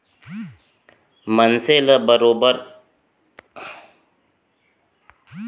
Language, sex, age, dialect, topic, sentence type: Chhattisgarhi, male, 31-35, Central, banking, statement